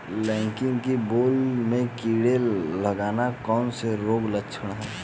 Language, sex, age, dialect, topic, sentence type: Hindi, male, 18-24, Hindustani Malvi Khadi Boli, agriculture, question